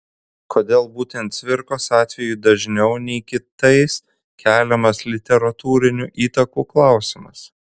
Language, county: Lithuanian, Kaunas